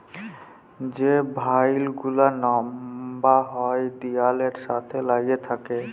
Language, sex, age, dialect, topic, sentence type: Bengali, male, 18-24, Jharkhandi, agriculture, statement